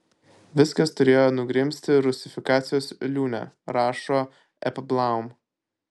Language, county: Lithuanian, Kaunas